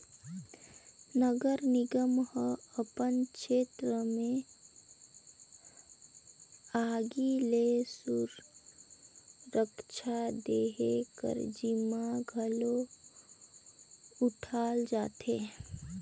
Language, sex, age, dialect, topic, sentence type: Chhattisgarhi, female, 18-24, Northern/Bhandar, banking, statement